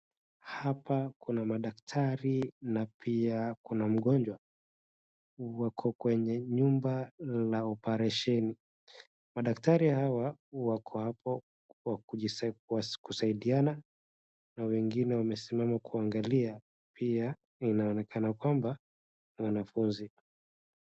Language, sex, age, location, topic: Swahili, male, 25-35, Wajir, health